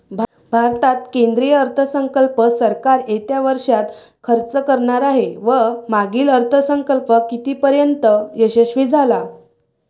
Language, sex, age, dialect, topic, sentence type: Marathi, female, 18-24, Varhadi, banking, statement